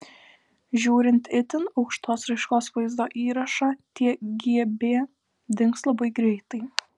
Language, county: Lithuanian, Alytus